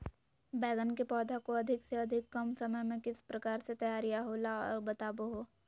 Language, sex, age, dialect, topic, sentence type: Magahi, female, 18-24, Southern, agriculture, question